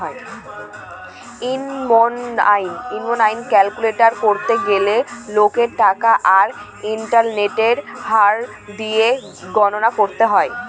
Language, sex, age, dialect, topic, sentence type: Bengali, female, 18-24, Northern/Varendri, banking, statement